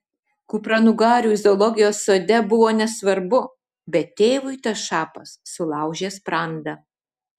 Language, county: Lithuanian, Šiauliai